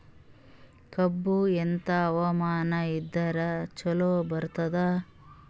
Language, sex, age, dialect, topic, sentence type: Kannada, female, 36-40, Northeastern, agriculture, question